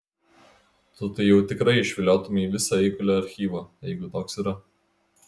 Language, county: Lithuanian, Klaipėda